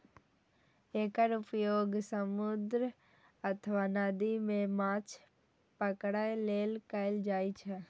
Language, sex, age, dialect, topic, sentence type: Maithili, female, 41-45, Eastern / Thethi, agriculture, statement